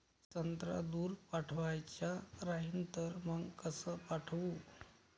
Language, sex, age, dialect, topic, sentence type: Marathi, male, 31-35, Varhadi, agriculture, question